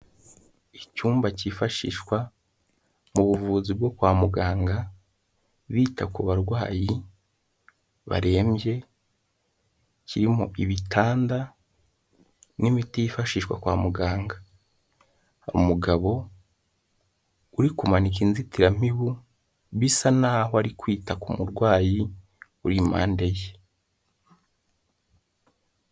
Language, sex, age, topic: Kinyarwanda, male, 18-24, health